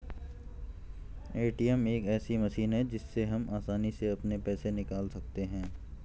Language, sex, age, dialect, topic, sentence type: Hindi, male, 51-55, Garhwali, banking, statement